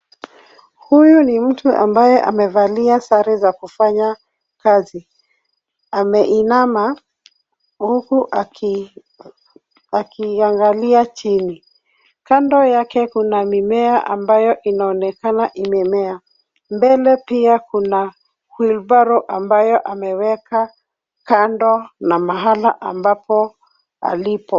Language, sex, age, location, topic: Swahili, female, 36-49, Nairobi, health